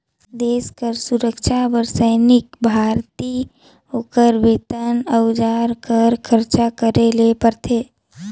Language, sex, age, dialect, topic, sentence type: Chhattisgarhi, male, 18-24, Northern/Bhandar, banking, statement